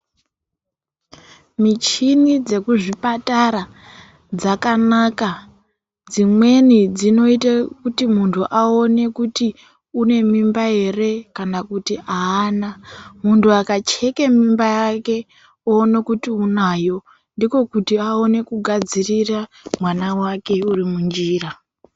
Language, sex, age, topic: Ndau, female, 18-24, health